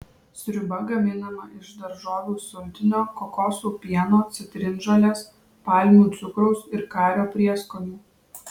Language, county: Lithuanian, Vilnius